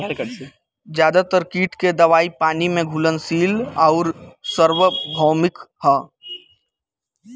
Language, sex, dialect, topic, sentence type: Bhojpuri, male, Southern / Standard, agriculture, question